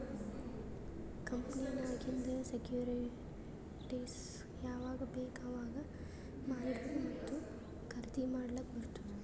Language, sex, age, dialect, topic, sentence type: Kannada, male, 18-24, Northeastern, banking, statement